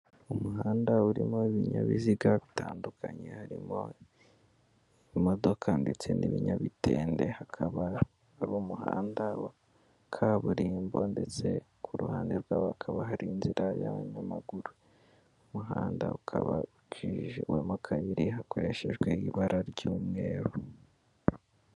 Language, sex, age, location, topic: Kinyarwanda, male, 18-24, Kigali, government